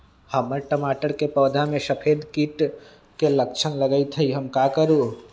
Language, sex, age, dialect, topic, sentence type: Magahi, male, 25-30, Western, agriculture, question